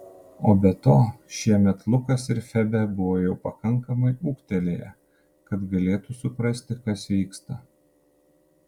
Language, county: Lithuanian, Panevėžys